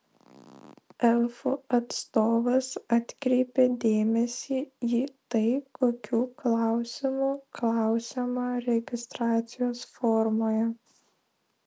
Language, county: Lithuanian, Vilnius